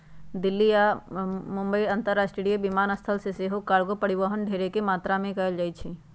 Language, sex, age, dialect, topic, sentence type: Magahi, female, 41-45, Western, banking, statement